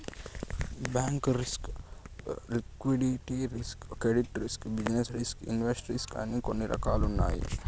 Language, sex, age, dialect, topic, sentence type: Telugu, male, 18-24, Southern, banking, statement